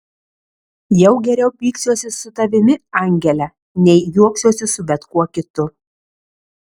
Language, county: Lithuanian, Marijampolė